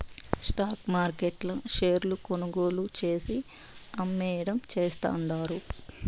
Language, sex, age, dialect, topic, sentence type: Telugu, female, 25-30, Southern, banking, statement